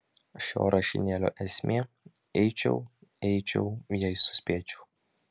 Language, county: Lithuanian, Vilnius